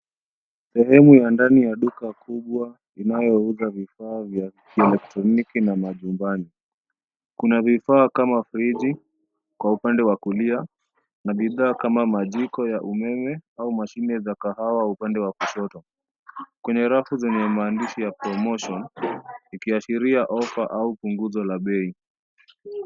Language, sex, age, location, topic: Swahili, male, 25-35, Nairobi, finance